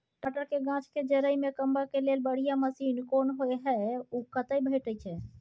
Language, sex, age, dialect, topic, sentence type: Maithili, female, 25-30, Bajjika, agriculture, question